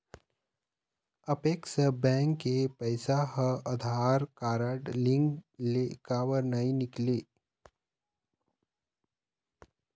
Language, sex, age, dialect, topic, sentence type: Chhattisgarhi, male, 31-35, Eastern, banking, question